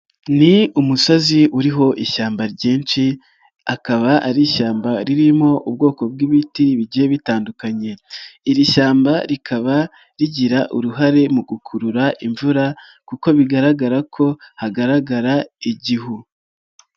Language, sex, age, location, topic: Kinyarwanda, male, 36-49, Nyagatare, agriculture